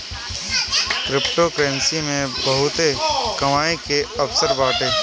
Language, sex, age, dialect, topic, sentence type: Bhojpuri, male, 18-24, Northern, banking, statement